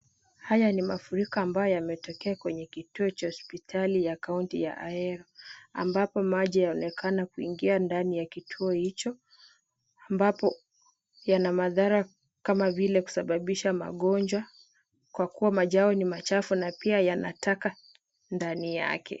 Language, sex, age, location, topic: Swahili, female, 18-24, Kisumu, health